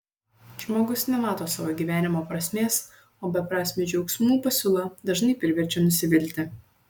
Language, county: Lithuanian, Šiauliai